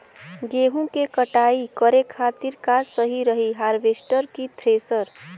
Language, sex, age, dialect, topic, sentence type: Bhojpuri, female, 18-24, Western, agriculture, question